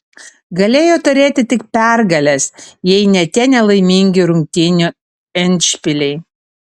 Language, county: Lithuanian, Panevėžys